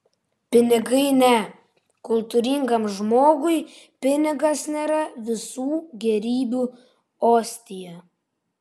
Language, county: Lithuanian, Vilnius